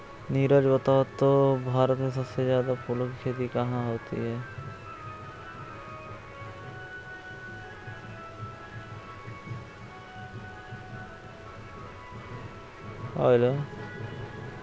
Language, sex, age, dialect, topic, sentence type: Hindi, male, 18-24, Awadhi Bundeli, agriculture, statement